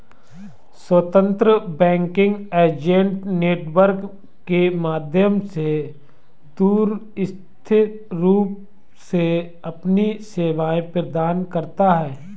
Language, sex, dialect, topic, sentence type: Hindi, male, Marwari Dhudhari, banking, statement